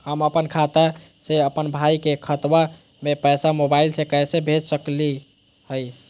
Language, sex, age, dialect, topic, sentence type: Magahi, female, 18-24, Southern, banking, question